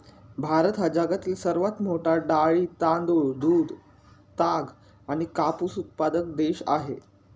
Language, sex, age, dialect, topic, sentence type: Marathi, male, 18-24, Standard Marathi, agriculture, statement